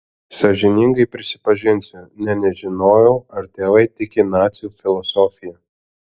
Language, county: Lithuanian, Alytus